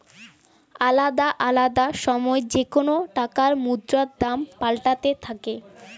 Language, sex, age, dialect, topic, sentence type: Bengali, female, 18-24, Western, banking, statement